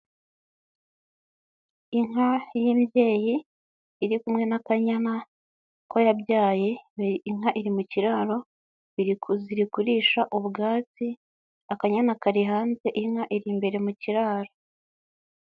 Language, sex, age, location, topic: Kinyarwanda, male, 18-24, Huye, agriculture